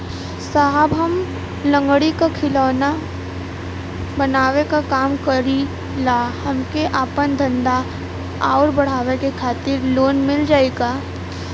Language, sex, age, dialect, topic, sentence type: Bhojpuri, female, 18-24, Western, banking, question